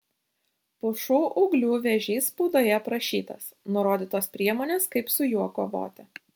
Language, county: Lithuanian, Šiauliai